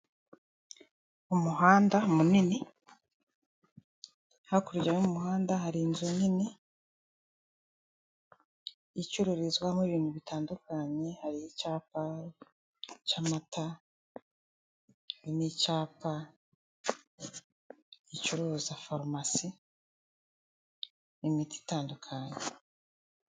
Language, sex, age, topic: Kinyarwanda, female, 25-35, government